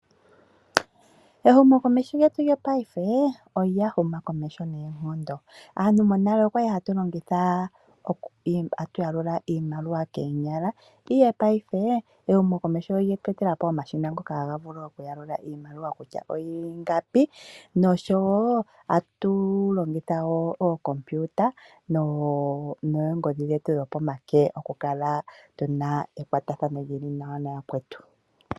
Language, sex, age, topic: Oshiwambo, female, 25-35, finance